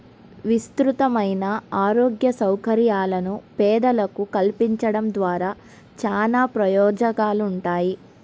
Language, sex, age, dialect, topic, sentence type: Telugu, male, 31-35, Central/Coastal, banking, statement